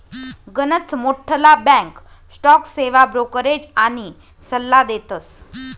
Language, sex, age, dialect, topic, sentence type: Marathi, female, 41-45, Northern Konkan, banking, statement